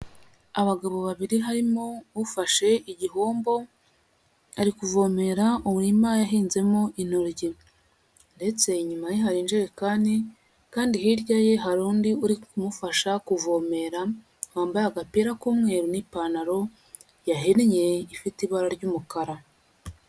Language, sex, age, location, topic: Kinyarwanda, female, 36-49, Huye, agriculture